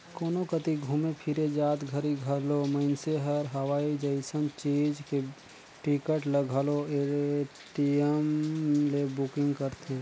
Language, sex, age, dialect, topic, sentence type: Chhattisgarhi, male, 36-40, Northern/Bhandar, banking, statement